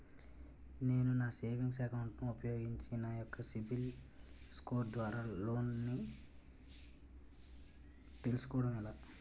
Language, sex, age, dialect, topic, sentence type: Telugu, male, 18-24, Utterandhra, banking, question